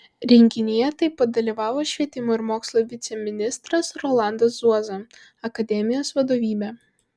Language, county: Lithuanian, Vilnius